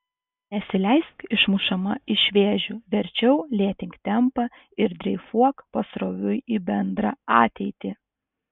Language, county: Lithuanian, Alytus